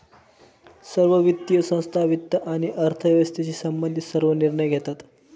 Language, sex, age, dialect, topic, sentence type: Marathi, male, 18-24, Northern Konkan, banking, statement